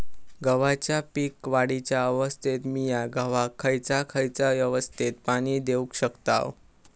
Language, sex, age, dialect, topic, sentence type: Marathi, male, 18-24, Southern Konkan, agriculture, question